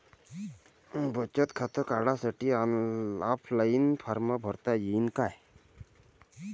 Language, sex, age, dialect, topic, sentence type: Marathi, male, 31-35, Varhadi, banking, question